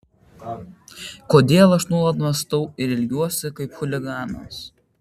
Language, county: Lithuanian, Vilnius